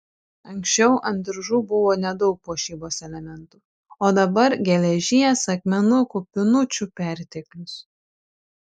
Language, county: Lithuanian, Šiauliai